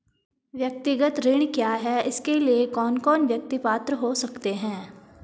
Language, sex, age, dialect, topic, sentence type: Hindi, female, 18-24, Garhwali, banking, question